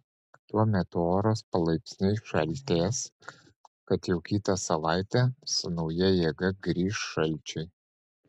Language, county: Lithuanian, Panevėžys